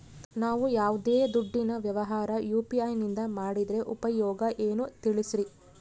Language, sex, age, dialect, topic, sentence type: Kannada, female, 25-30, Central, banking, question